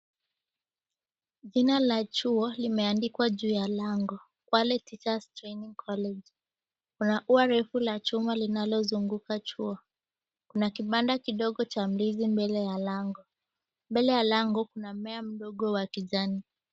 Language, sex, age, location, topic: Swahili, female, 18-24, Mombasa, education